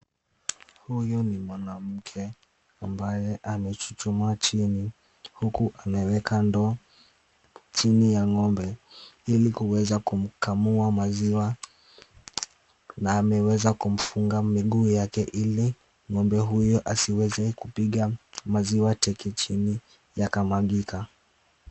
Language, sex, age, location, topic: Swahili, male, 18-24, Kisumu, agriculture